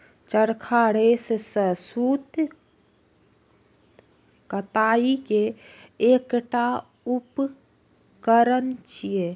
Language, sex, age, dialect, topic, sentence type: Maithili, female, 56-60, Eastern / Thethi, agriculture, statement